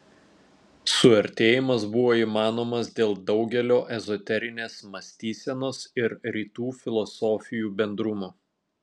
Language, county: Lithuanian, Telšiai